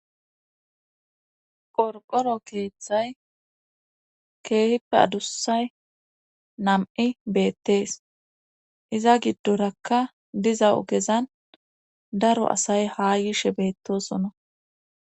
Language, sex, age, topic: Gamo, female, 25-35, government